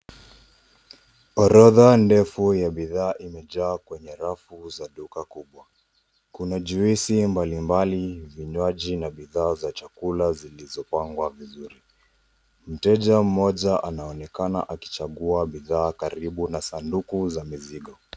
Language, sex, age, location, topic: Swahili, female, 18-24, Nairobi, finance